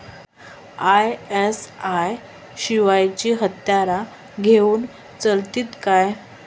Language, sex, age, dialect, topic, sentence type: Marathi, female, 18-24, Southern Konkan, agriculture, question